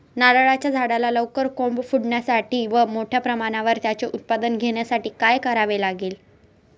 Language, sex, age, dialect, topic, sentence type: Marathi, female, 18-24, Northern Konkan, agriculture, question